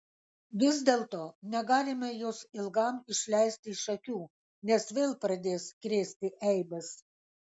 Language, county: Lithuanian, Kaunas